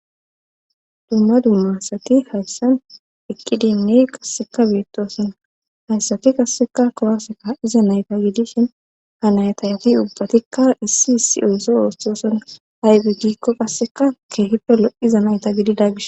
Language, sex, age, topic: Gamo, female, 18-24, government